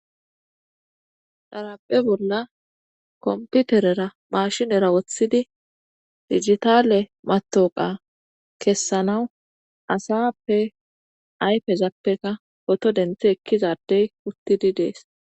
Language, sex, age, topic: Gamo, female, 25-35, government